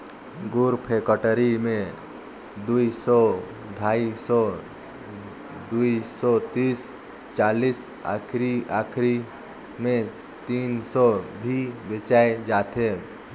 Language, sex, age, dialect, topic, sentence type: Chhattisgarhi, male, 18-24, Northern/Bhandar, banking, statement